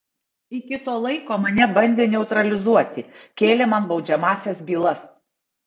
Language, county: Lithuanian, Tauragė